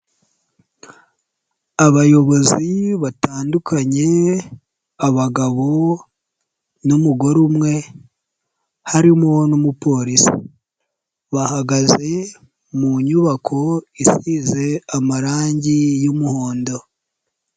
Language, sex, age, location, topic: Kinyarwanda, female, 18-24, Nyagatare, government